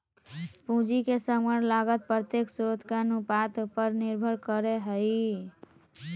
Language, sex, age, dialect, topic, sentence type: Magahi, female, 31-35, Southern, banking, statement